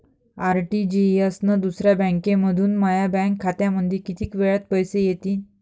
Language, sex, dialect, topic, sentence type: Marathi, female, Varhadi, banking, question